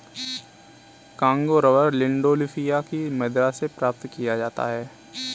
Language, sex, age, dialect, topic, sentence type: Hindi, male, 18-24, Kanauji Braj Bhasha, agriculture, statement